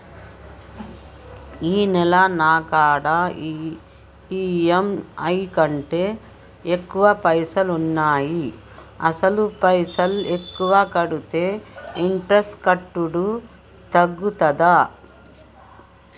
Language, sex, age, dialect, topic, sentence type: Telugu, male, 36-40, Telangana, banking, question